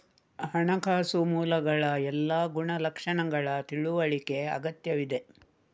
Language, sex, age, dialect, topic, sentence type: Kannada, female, 36-40, Coastal/Dakshin, banking, statement